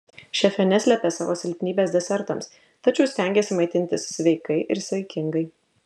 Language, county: Lithuanian, Klaipėda